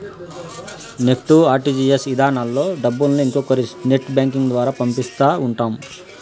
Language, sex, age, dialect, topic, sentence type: Telugu, female, 31-35, Southern, banking, statement